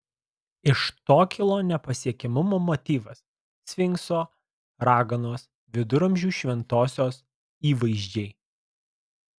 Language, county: Lithuanian, Alytus